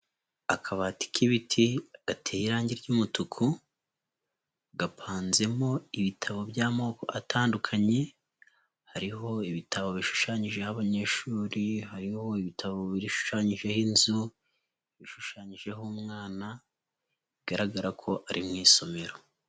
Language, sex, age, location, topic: Kinyarwanda, female, 25-35, Huye, education